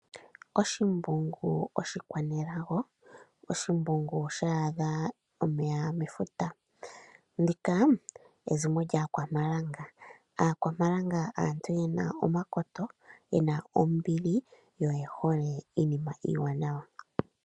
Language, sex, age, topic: Oshiwambo, male, 25-35, agriculture